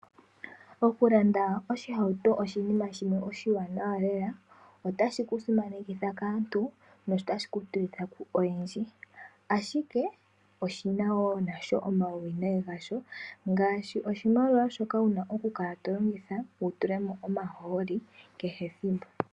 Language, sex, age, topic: Oshiwambo, female, 25-35, finance